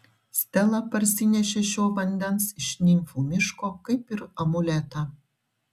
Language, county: Lithuanian, Šiauliai